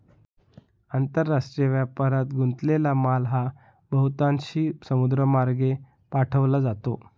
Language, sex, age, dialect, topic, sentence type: Marathi, male, 31-35, Northern Konkan, banking, statement